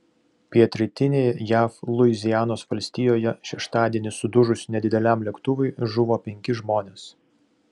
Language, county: Lithuanian, Vilnius